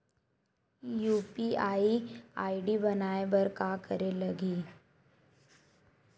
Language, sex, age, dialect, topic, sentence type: Chhattisgarhi, male, 18-24, Western/Budati/Khatahi, banking, question